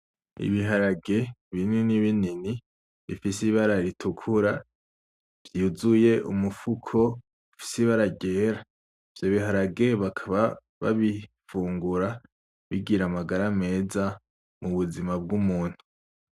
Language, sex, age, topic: Rundi, male, 18-24, agriculture